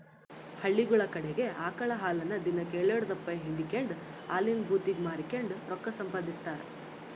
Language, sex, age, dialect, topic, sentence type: Kannada, female, 18-24, Central, agriculture, statement